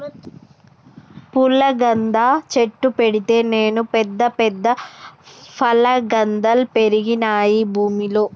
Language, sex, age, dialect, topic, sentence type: Telugu, female, 31-35, Telangana, agriculture, statement